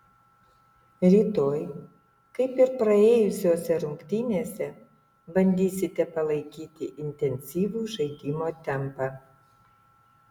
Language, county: Lithuanian, Utena